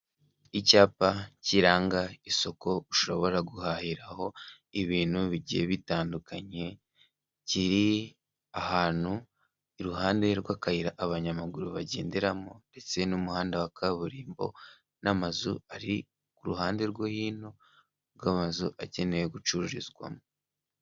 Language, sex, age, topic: Kinyarwanda, male, 18-24, finance